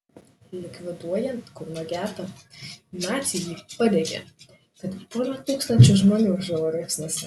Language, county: Lithuanian, Šiauliai